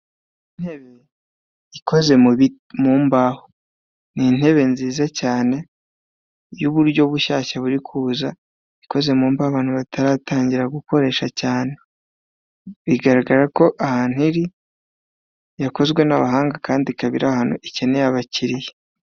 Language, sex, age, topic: Kinyarwanda, male, 25-35, finance